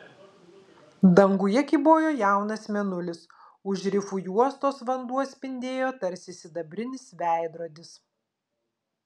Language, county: Lithuanian, Vilnius